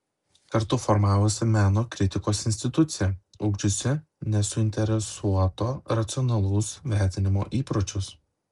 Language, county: Lithuanian, Klaipėda